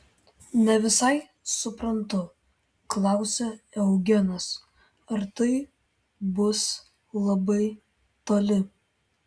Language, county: Lithuanian, Vilnius